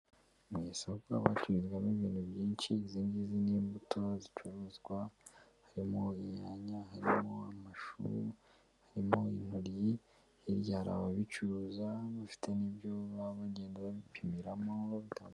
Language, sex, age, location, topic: Kinyarwanda, female, 18-24, Kigali, finance